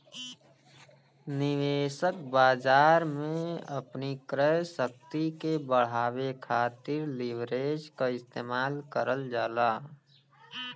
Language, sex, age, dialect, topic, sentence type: Bhojpuri, male, 18-24, Western, banking, statement